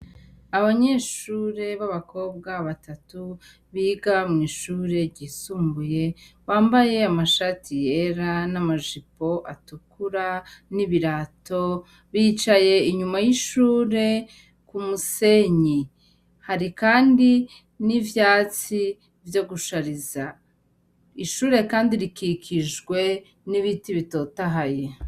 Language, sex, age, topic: Rundi, female, 36-49, education